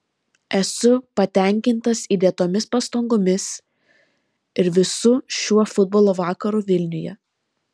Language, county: Lithuanian, Vilnius